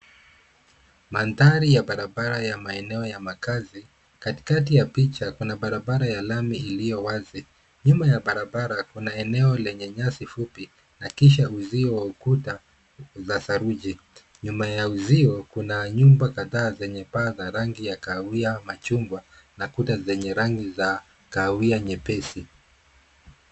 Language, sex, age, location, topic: Swahili, male, 25-35, Nairobi, finance